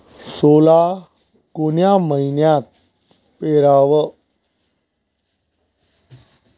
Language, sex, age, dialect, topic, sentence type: Marathi, male, 41-45, Varhadi, agriculture, question